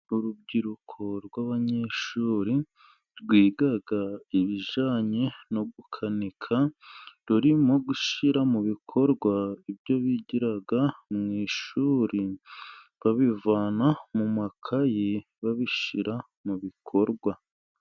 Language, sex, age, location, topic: Kinyarwanda, male, 36-49, Burera, education